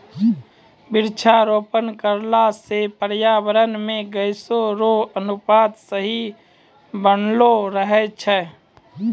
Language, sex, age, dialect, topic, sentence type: Maithili, male, 25-30, Angika, agriculture, statement